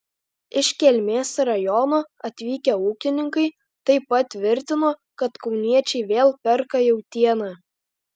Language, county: Lithuanian, Alytus